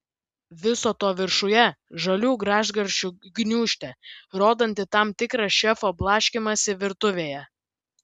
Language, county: Lithuanian, Vilnius